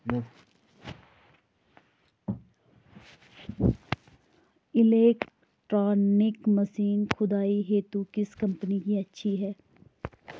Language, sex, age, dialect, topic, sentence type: Hindi, male, 31-35, Garhwali, agriculture, question